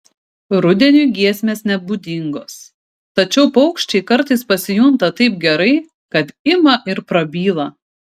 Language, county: Lithuanian, Šiauliai